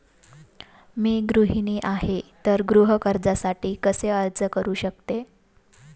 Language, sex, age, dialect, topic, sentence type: Marathi, female, 25-30, Standard Marathi, banking, question